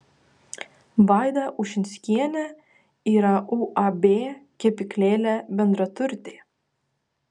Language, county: Lithuanian, Vilnius